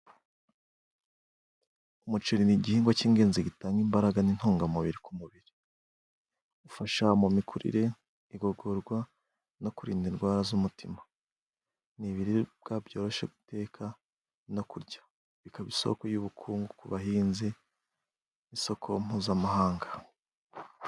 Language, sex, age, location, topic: Kinyarwanda, male, 18-24, Musanze, agriculture